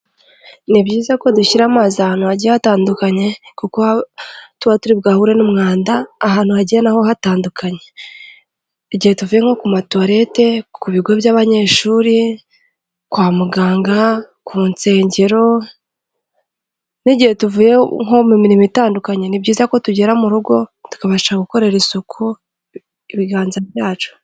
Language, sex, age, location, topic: Kinyarwanda, female, 25-35, Kigali, health